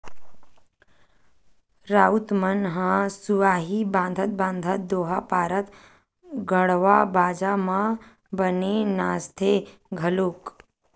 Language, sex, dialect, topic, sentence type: Chhattisgarhi, female, Western/Budati/Khatahi, agriculture, statement